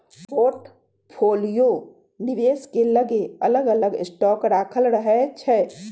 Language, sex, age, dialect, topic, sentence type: Magahi, female, 46-50, Western, banking, statement